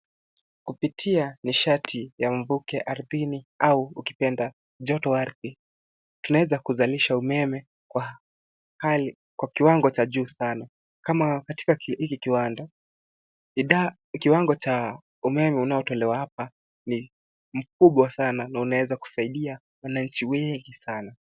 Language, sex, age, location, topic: Swahili, male, 18-24, Nairobi, government